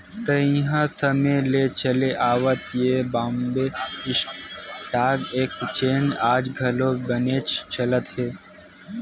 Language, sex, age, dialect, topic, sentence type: Chhattisgarhi, male, 18-24, Western/Budati/Khatahi, banking, statement